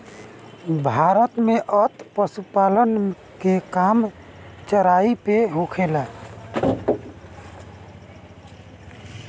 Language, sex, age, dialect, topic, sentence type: Bhojpuri, male, 25-30, Northern, agriculture, statement